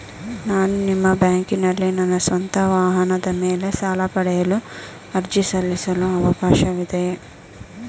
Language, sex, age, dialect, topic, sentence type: Kannada, female, 25-30, Mysore Kannada, banking, question